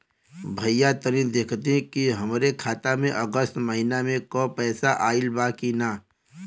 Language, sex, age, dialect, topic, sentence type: Bhojpuri, male, 25-30, Western, banking, question